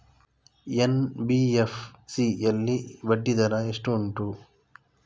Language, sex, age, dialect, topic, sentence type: Kannada, male, 25-30, Coastal/Dakshin, banking, question